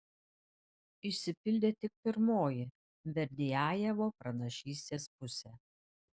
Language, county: Lithuanian, Panevėžys